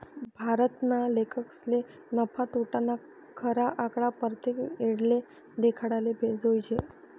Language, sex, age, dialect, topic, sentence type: Marathi, female, 51-55, Northern Konkan, banking, statement